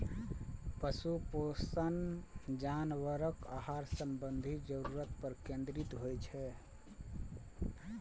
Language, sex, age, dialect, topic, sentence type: Maithili, male, 25-30, Eastern / Thethi, agriculture, statement